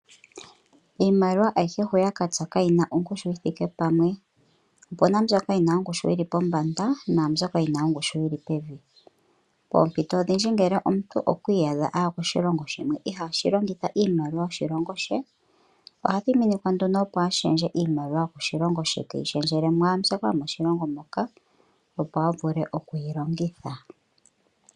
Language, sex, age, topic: Oshiwambo, female, 25-35, finance